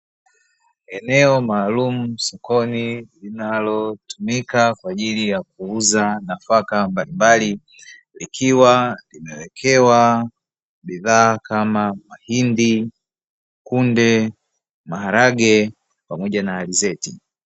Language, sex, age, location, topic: Swahili, male, 36-49, Dar es Salaam, agriculture